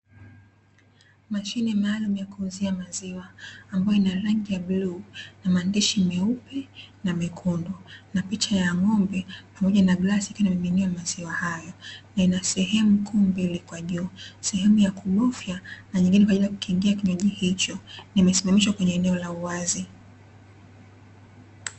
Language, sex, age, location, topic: Swahili, female, 25-35, Dar es Salaam, finance